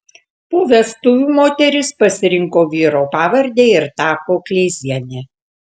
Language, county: Lithuanian, Tauragė